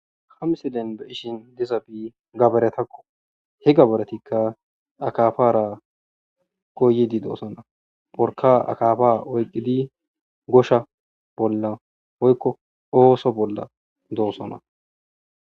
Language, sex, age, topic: Gamo, male, 25-35, agriculture